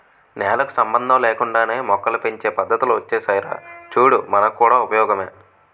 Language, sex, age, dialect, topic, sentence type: Telugu, male, 18-24, Utterandhra, agriculture, statement